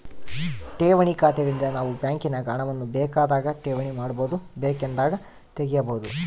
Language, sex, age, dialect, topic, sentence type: Kannada, female, 18-24, Central, banking, statement